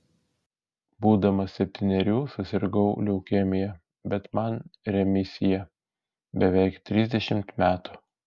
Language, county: Lithuanian, Šiauliai